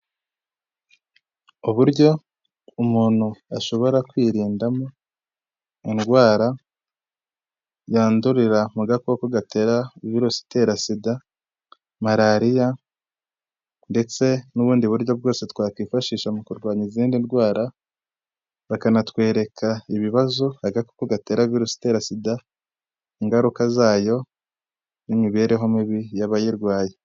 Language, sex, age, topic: Kinyarwanda, male, 18-24, health